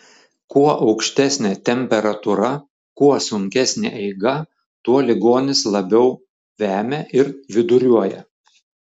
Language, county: Lithuanian, Šiauliai